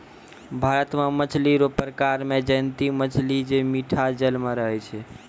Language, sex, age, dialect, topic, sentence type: Maithili, male, 41-45, Angika, agriculture, statement